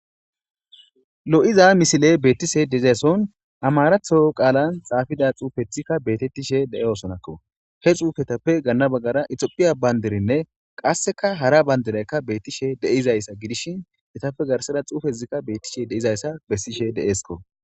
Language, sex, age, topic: Gamo, male, 18-24, government